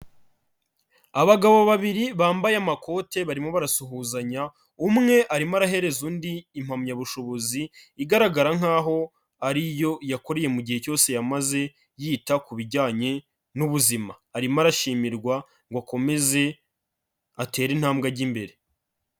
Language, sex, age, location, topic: Kinyarwanda, male, 25-35, Kigali, health